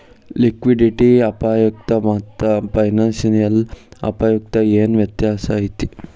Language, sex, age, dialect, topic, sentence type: Kannada, male, 18-24, Dharwad Kannada, banking, statement